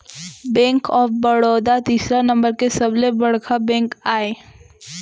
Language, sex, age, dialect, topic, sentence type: Chhattisgarhi, female, 18-24, Central, banking, statement